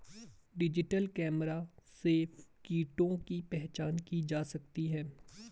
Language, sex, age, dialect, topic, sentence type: Hindi, male, 18-24, Garhwali, agriculture, statement